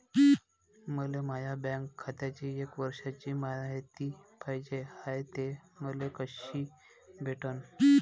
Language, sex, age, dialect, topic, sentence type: Marathi, male, 25-30, Varhadi, banking, question